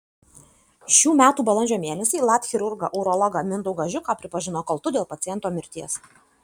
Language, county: Lithuanian, Alytus